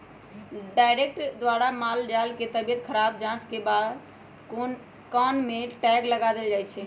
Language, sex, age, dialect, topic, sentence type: Magahi, female, 25-30, Western, agriculture, statement